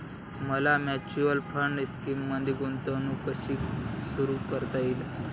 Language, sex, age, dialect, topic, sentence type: Marathi, male, 18-24, Standard Marathi, banking, question